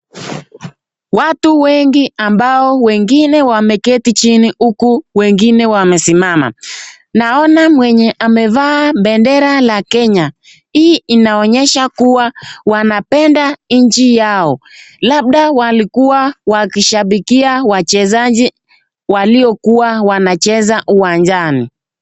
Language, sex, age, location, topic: Swahili, male, 18-24, Nakuru, government